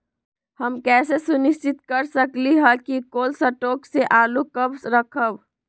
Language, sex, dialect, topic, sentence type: Magahi, female, Western, agriculture, question